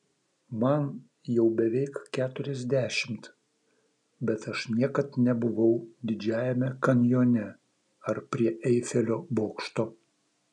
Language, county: Lithuanian, Vilnius